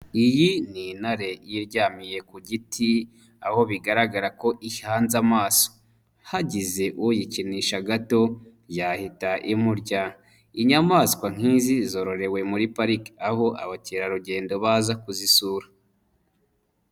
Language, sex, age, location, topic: Kinyarwanda, male, 25-35, Nyagatare, agriculture